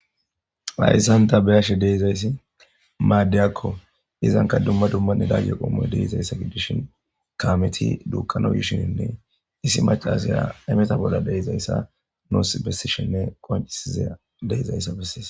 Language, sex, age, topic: Gamo, male, 18-24, government